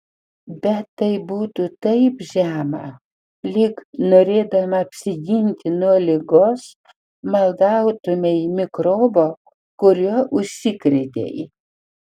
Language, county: Lithuanian, Panevėžys